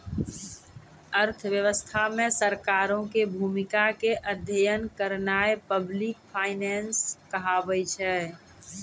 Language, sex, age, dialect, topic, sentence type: Maithili, female, 31-35, Angika, banking, statement